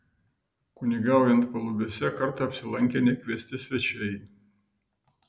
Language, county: Lithuanian, Vilnius